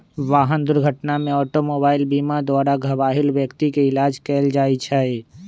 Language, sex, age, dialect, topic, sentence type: Magahi, male, 25-30, Western, banking, statement